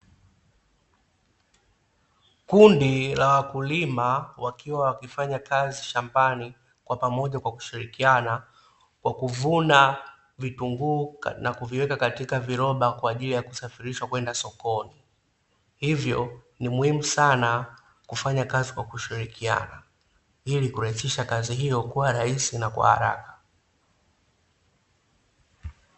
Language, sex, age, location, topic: Swahili, male, 25-35, Dar es Salaam, agriculture